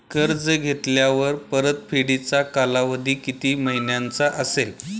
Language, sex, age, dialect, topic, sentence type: Marathi, male, 41-45, Standard Marathi, banking, question